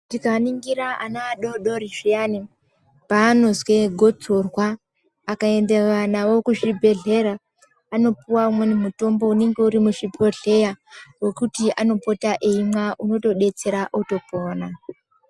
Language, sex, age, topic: Ndau, female, 18-24, health